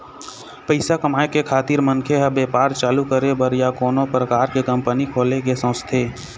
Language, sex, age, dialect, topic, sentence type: Chhattisgarhi, male, 25-30, Eastern, banking, statement